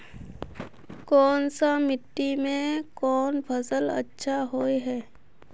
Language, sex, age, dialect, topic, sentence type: Magahi, female, 18-24, Northeastern/Surjapuri, agriculture, question